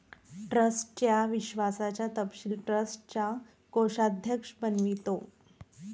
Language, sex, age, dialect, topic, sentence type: Marathi, male, 31-35, Varhadi, banking, statement